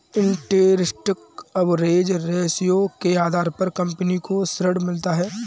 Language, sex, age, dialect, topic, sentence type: Hindi, male, 18-24, Kanauji Braj Bhasha, banking, statement